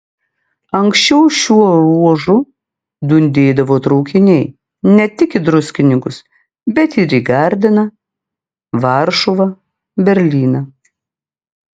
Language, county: Lithuanian, Klaipėda